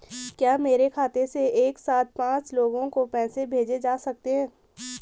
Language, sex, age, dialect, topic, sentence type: Hindi, female, 18-24, Garhwali, banking, question